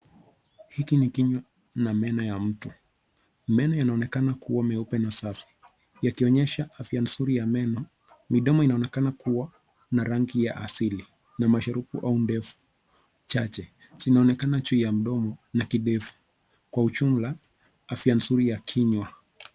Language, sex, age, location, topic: Swahili, male, 25-35, Nairobi, health